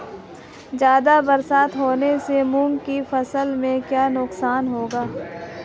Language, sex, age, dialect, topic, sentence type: Hindi, female, 18-24, Marwari Dhudhari, agriculture, question